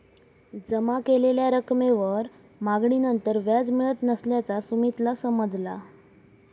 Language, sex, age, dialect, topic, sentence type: Marathi, male, 18-24, Southern Konkan, banking, statement